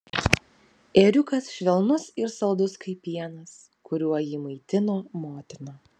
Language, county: Lithuanian, Vilnius